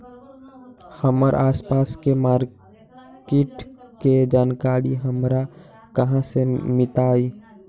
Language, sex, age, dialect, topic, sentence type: Magahi, male, 18-24, Western, agriculture, question